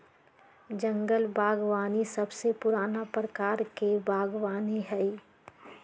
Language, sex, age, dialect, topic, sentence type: Magahi, female, 36-40, Western, agriculture, statement